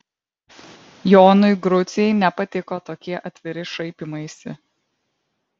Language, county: Lithuanian, Vilnius